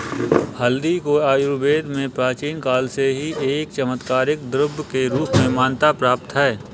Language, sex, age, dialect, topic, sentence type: Hindi, male, 25-30, Awadhi Bundeli, agriculture, statement